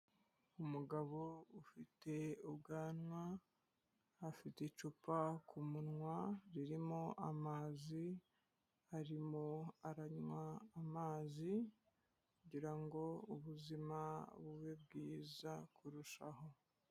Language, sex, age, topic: Kinyarwanda, female, 25-35, health